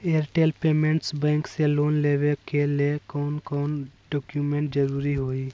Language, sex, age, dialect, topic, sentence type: Magahi, male, 18-24, Western, banking, question